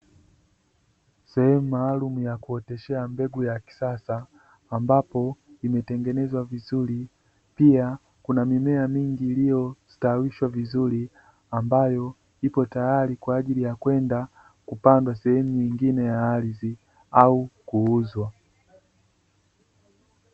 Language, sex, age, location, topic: Swahili, male, 25-35, Dar es Salaam, agriculture